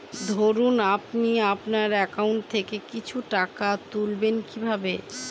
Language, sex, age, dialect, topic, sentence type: Bengali, female, 25-30, Northern/Varendri, banking, question